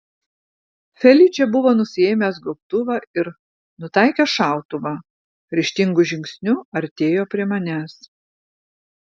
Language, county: Lithuanian, Vilnius